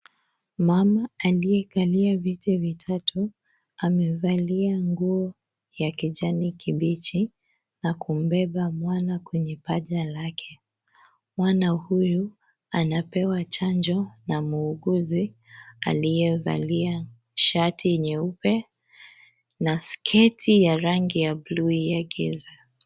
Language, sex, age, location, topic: Swahili, female, 25-35, Kisii, health